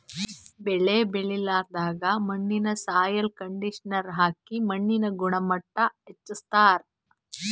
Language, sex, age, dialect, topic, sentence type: Kannada, female, 41-45, Northeastern, agriculture, statement